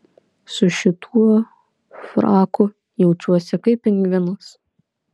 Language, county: Lithuanian, Panevėžys